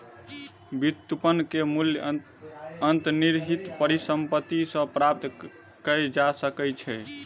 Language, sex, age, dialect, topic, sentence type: Maithili, male, 18-24, Southern/Standard, banking, statement